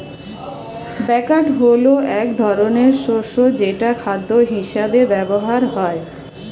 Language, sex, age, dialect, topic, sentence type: Bengali, female, 25-30, Standard Colloquial, agriculture, statement